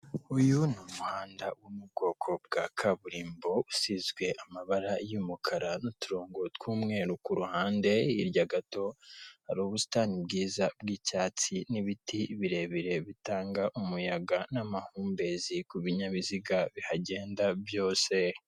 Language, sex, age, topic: Kinyarwanda, male, 18-24, government